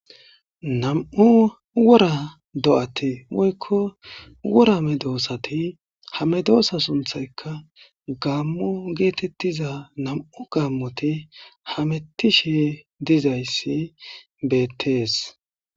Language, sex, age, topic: Gamo, male, 25-35, agriculture